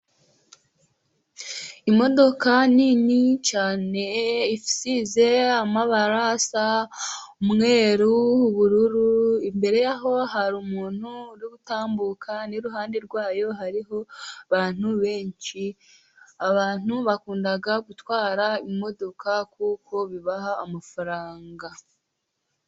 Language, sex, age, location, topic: Kinyarwanda, female, 18-24, Musanze, government